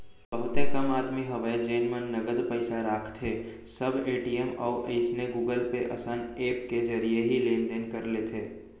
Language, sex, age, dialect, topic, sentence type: Chhattisgarhi, male, 18-24, Central, banking, statement